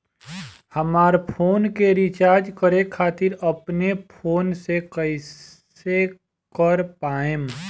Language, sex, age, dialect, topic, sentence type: Bhojpuri, male, 25-30, Southern / Standard, banking, question